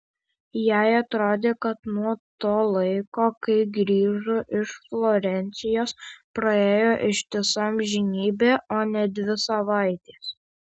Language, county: Lithuanian, Alytus